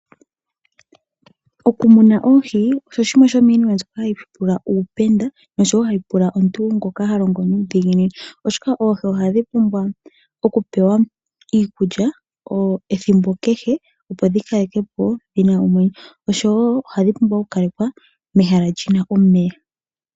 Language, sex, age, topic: Oshiwambo, female, 18-24, agriculture